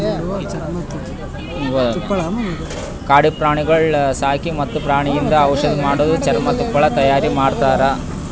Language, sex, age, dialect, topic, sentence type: Kannada, male, 25-30, Northeastern, agriculture, statement